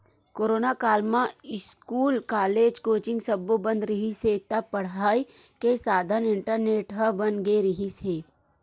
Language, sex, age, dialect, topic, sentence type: Chhattisgarhi, female, 41-45, Western/Budati/Khatahi, banking, statement